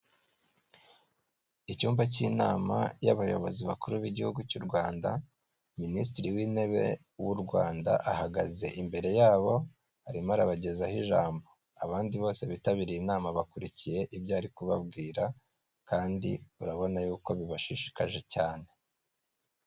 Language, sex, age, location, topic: Kinyarwanda, male, 25-35, Kigali, government